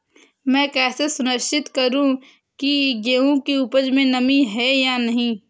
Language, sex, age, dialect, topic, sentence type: Hindi, female, 18-24, Awadhi Bundeli, agriculture, question